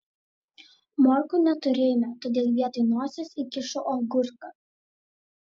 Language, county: Lithuanian, Vilnius